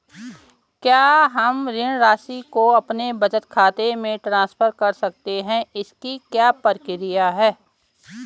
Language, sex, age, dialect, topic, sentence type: Hindi, female, 41-45, Garhwali, banking, question